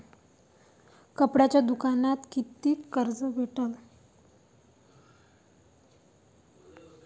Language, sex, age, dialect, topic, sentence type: Marathi, female, 18-24, Varhadi, banking, question